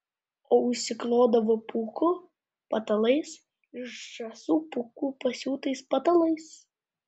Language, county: Lithuanian, Vilnius